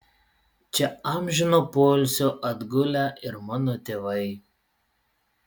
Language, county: Lithuanian, Utena